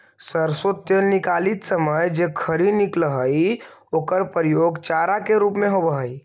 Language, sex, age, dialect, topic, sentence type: Magahi, male, 25-30, Central/Standard, agriculture, statement